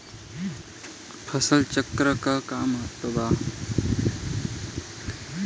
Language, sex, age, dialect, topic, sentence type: Bhojpuri, male, 18-24, Southern / Standard, agriculture, question